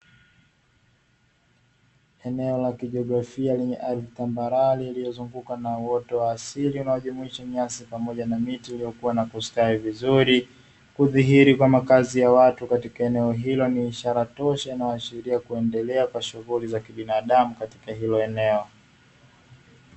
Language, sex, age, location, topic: Swahili, male, 25-35, Dar es Salaam, agriculture